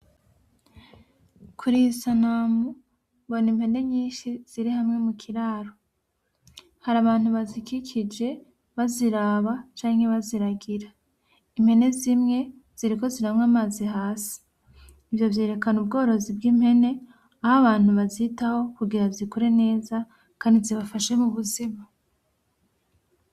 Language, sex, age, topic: Rundi, female, 18-24, agriculture